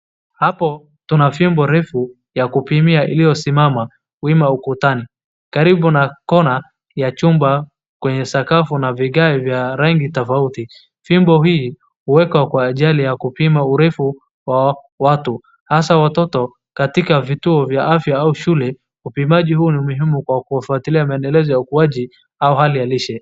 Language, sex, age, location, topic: Swahili, male, 18-24, Wajir, education